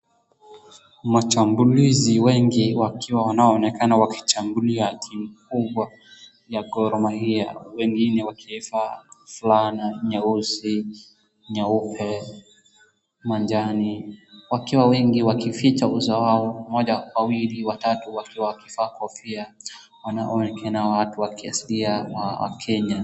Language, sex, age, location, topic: Swahili, male, 25-35, Wajir, government